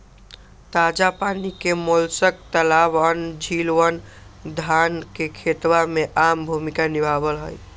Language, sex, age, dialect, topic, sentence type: Magahi, male, 18-24, Western, agriculture, statement